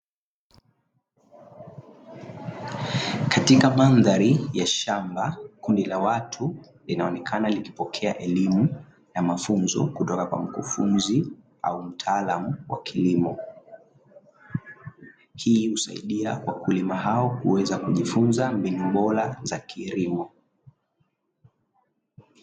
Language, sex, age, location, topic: Swahili, male, 25-35, Dar es Salaam, education